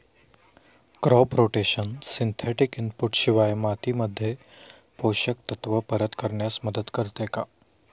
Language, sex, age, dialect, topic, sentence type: Marathi, male, 25-30, Standard Marathi, agriculture, question